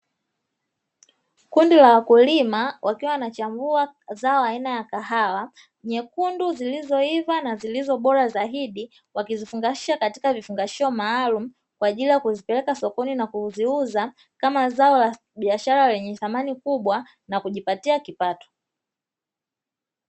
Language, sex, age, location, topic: Swahili, female, 25-35, Dar es Salaam, agriculture